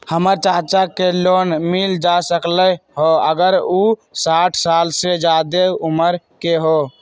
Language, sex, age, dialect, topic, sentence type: Magahi, male, 18-24, Western, banking, statement